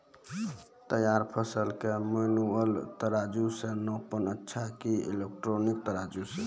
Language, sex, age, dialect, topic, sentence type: Maithili, male, 18-24, Angika, agriculture, question